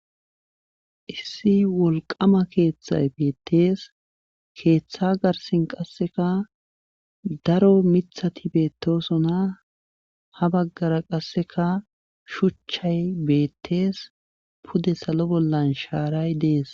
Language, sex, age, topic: Gamo, male, 18-24, government